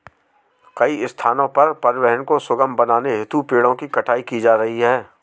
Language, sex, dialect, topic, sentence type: Hindi, male, Marwari Dhudhari, agriculture, statement